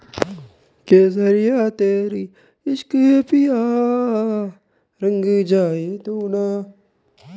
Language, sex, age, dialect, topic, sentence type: Kannada, male, 51-55, Coastal/Dakshin, agriculture, question